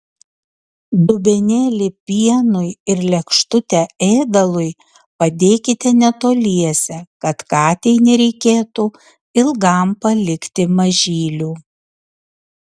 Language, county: Lithuanian, Utena